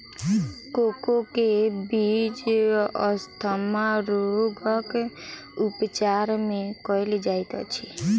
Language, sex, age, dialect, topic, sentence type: Maithili, female, 18-24, Southern/Standard, agriculture, statement